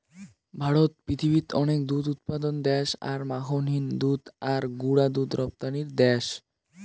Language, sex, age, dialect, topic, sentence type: Bengali, male, <18, Rajbangshi, agriculture, statement